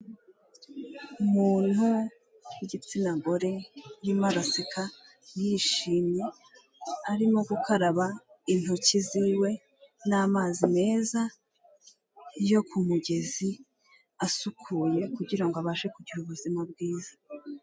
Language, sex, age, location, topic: Kinyarwanda, female, 18-24, Kigali, health